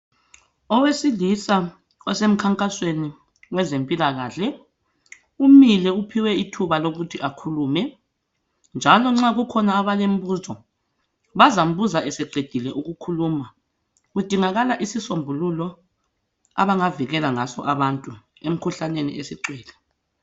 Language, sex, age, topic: North Ndebele, male, 36-49, health